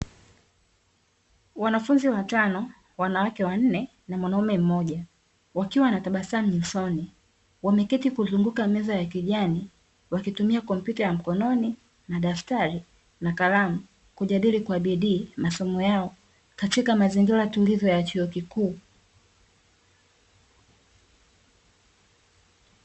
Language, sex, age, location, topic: Swahili, female, 18-24, Dar es Salaam, education